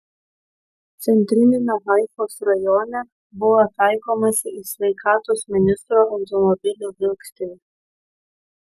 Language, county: Lithuanian, Kaunas